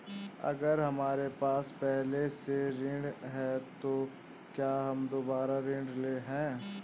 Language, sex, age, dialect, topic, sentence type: Hindi, male, 18-24, Awadhi Bundeli, banking, question